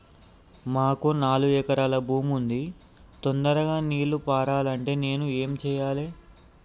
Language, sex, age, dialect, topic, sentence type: Telugu, male, 18-24, Telangana, agriculture, question